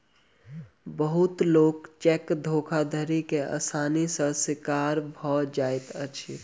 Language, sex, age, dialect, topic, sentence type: Maithili, male, 18-24, Southern/Standard, banking, statement